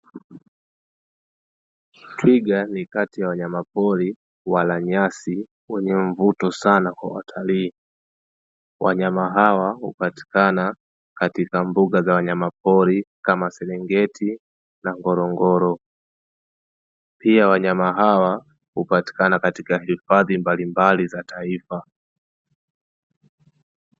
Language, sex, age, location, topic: Swahili, male, 25-35, Dar es Salaam, agriculture